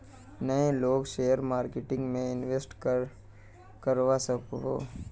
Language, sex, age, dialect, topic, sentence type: Magahi, male, 18-24, Northeastern/Surjapuri, agriculture, question